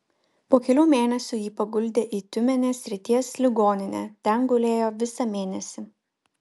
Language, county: Lithuanian, Utena